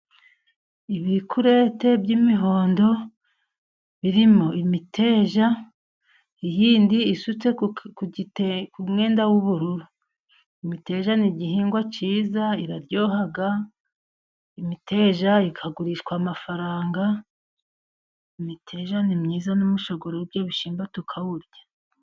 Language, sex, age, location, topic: Kinyarwanda, male, 50+, Musanze, agriculture